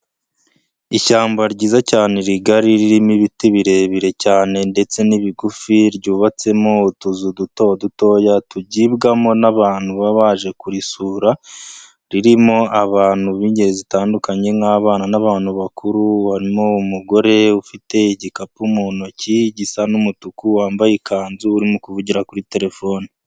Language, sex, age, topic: Kinyarwanda, male, 25-35, agriculture